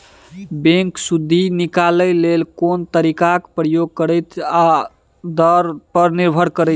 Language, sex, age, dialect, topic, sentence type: Maithili, male, 18-24, Bajjika, banking, statement